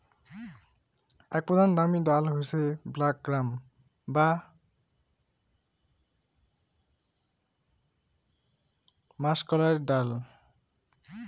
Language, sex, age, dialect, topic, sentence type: Bengali, male, 18-24, Rajbangshi, agriculture, statement